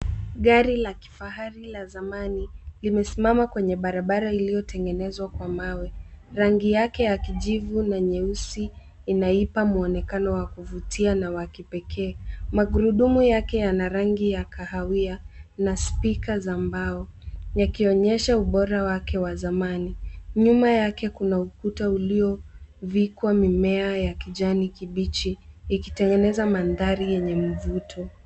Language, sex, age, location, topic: Swahili, female, 18-24, Nairobi, finance